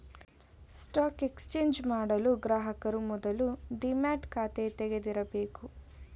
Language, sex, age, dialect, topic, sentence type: Kannada, female, 18-24, Mysore Kannada, banking, statement